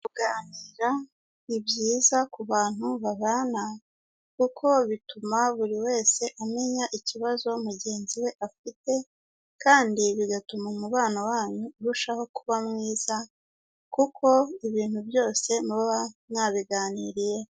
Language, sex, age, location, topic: Kinyarwanda, female, 18-24, Kigali, health